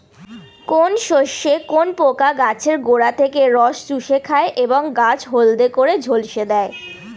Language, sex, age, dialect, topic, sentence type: Bengali, female, 18-24, Northern/Varendri, agriculture, question